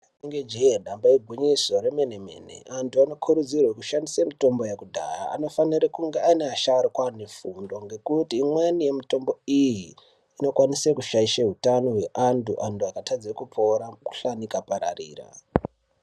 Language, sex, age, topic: Ndau, male, 18-24, health